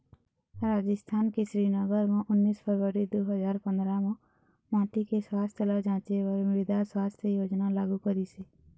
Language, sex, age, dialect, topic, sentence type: Chhattisgarhi, female, 31-35, Eastern, agriculture, statement